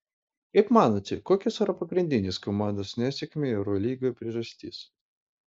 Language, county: Lithuanian, Utena